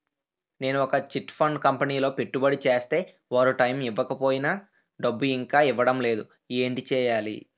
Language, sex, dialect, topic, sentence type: Telugu, male, Utterandhra, banking, question